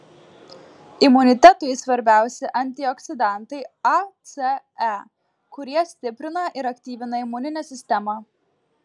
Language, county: Lithuanian, Klaipėda